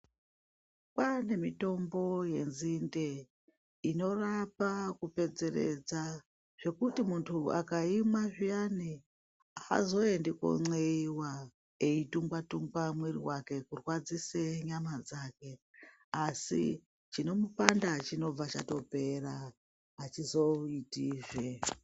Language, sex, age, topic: Ndau, female, 36-49, health